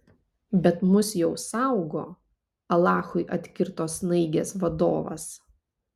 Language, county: Lithuanian, Panevėžys